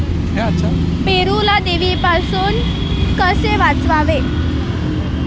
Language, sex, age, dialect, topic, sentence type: Marathi, male, <18, Standard Marathi, agriculture, question